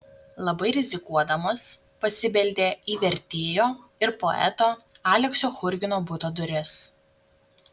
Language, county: Lithuanian, Šiauliai